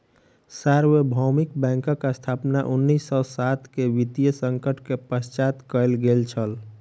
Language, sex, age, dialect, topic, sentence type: Maithili, male, 46-50, Southern/Standard, banking, statement